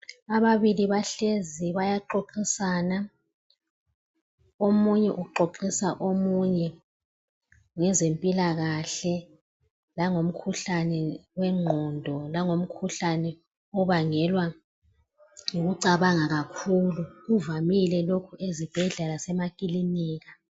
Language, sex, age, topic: North Ndebele, female, 36-49, health